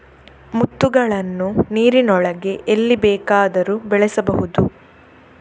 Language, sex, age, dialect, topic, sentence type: Kannada, female, 18-24, Coastal/Dakshin, agriculture, statement